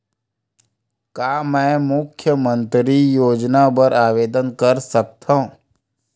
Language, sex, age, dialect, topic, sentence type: Chhattisgarhi, male, 25-30, Western/Budati/Khatahi, banking, question